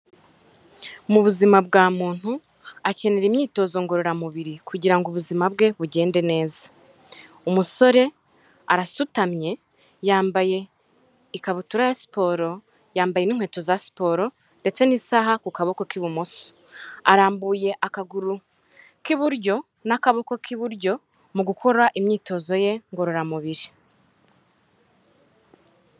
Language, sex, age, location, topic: Kinyarwanda, female, 25-35, Kigali, health